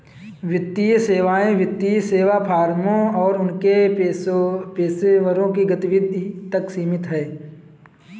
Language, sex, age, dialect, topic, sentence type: Hindi, male, 18-24, Kanauji Braj Bhasha, banking, statement